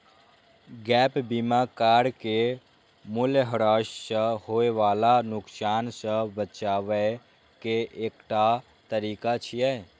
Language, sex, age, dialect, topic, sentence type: Maithili, male, 18-24, Eastern / Thethi, banking, statement